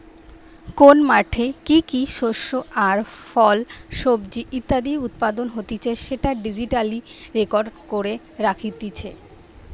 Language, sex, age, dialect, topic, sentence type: Bengali, female, 18-24, Western, agriculture, statement